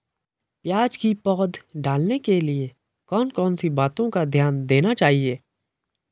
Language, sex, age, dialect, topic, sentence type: Hindi, male, 41-45, Garhwali, agriculture, question